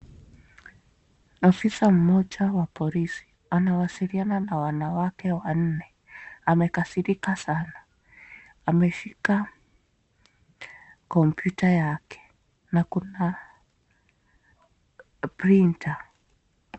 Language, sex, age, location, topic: Swahili, female, 25-35, Nakuru, government